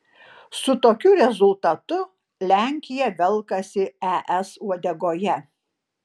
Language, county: Lithuanian, Panevėžys